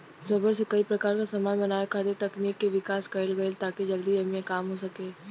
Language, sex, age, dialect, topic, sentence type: Bhojpuri, female, 18-24, Western, agriculture, statement